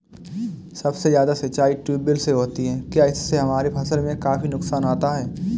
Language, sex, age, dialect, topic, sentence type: Hindi, male, 25-30, Awadhi Bundeli, agriculture, question